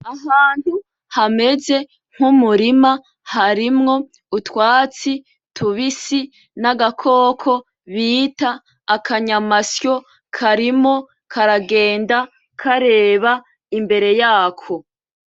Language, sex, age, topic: Rundi, female, 25-35, agriculture